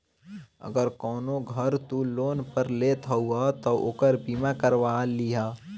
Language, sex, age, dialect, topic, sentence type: Bhojpuri, male, 18-24, Northern, banking, statement